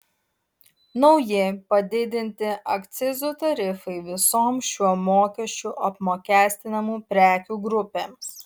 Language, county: Lithuanian, Utena